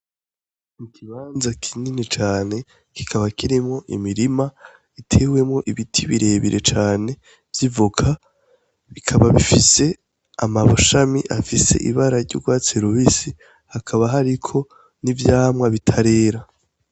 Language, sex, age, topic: Rundi, male, 18-24, agriculture